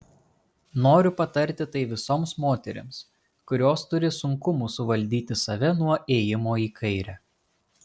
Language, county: Lithuanian, Kaunas